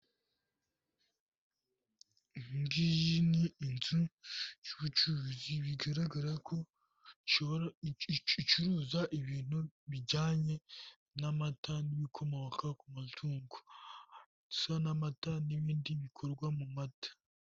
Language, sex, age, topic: Kinyarwanda, male, 18-24, finance